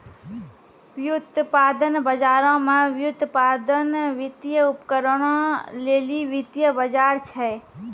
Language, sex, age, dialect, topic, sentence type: Maithili, female, 25-30, Angika, banking, statement